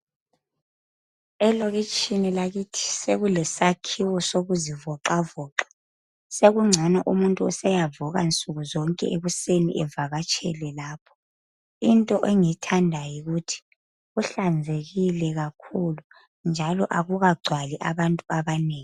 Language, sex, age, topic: North Ndebele, female, 25-35, health